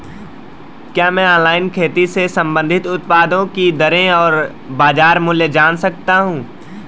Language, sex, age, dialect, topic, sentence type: Hindi, male, 18-24, Marwari Dhudhari, agriculture, question